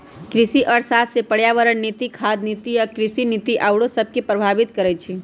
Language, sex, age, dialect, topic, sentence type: Magahi, female, 31-35, Western, banking, statement